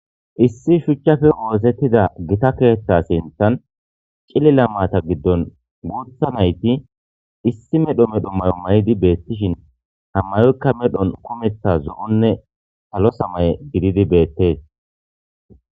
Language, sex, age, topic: Gamo, male, 18-24, government